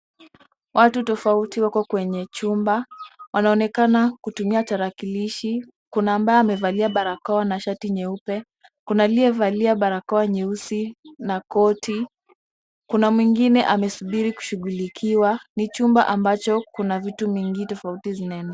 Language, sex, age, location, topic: Swahili, female, 18-24, Kisumu, government